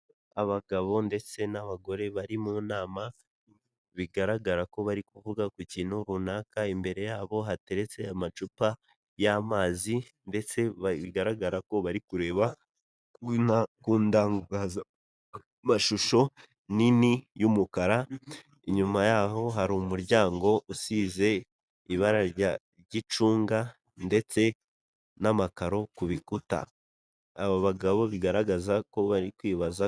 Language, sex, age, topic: Kinyarwanda, male, 18-24, government